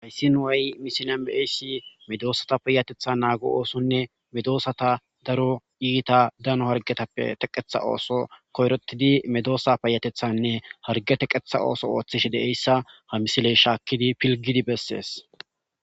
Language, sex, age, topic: Gamo, male, 25-35, agriculture